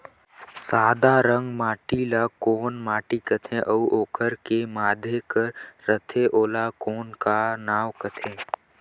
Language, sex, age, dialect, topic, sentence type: Chhattisgarhi, male, 18-24, Northern/Bhandar, agriculture, question